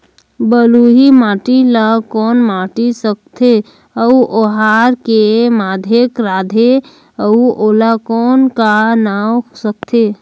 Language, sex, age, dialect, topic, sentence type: Chhattisgarhi, female, 18-24, Northern/Bhandar, agriculture, question